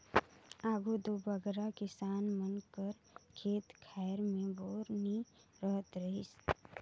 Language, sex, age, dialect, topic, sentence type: Chhattisgarhi, female, 56-60, Northern/Bhandar, agriculture, statement